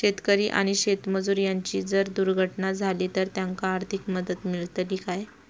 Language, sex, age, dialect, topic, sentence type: Marathi, female, 18-24, Southern Konkan, agriculture, question